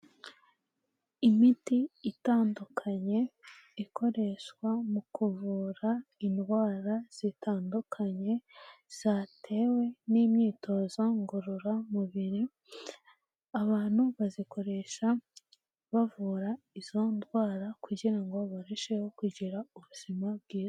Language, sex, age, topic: Kinyarwanda, female, 18-24, health